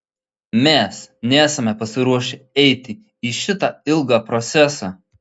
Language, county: Lithuanian, Marijampolė